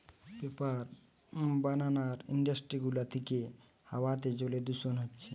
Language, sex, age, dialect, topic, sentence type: Bengali, male, 18-24, Western, agriculture, statement